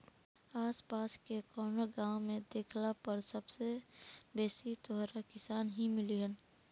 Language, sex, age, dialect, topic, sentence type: Bhojpuri, female, 18-24, Southern / Standard, agriculture, statement